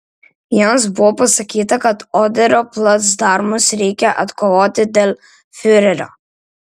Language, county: Lithuanian, Vilnius